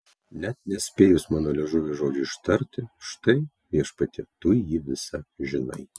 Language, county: Lithuanian, Kaunas